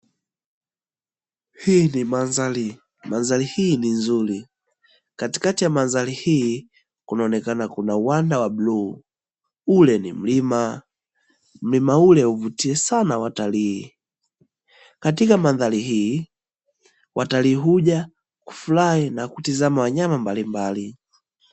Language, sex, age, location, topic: Swahili, male, 18-24, Dar es Salaam, agriculture